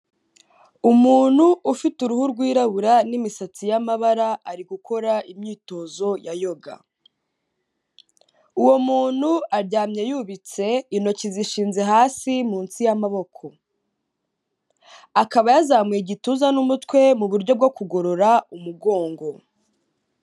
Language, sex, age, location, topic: Kinyarwanda, female, 18-24, Kigali, health